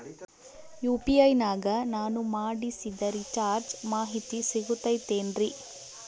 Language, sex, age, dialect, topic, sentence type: Kannada, female, 18-24, Central, banking, question